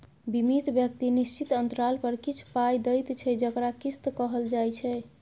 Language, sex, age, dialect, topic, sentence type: Maithili, female, 25-30, Bajjika, banking, statement